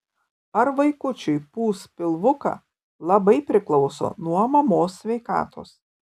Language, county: Lithuanian, Kaunas